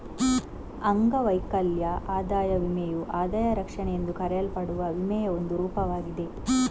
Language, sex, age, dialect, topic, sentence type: Kannada, female, 46-50, Coastal/Dakshin, banking, statement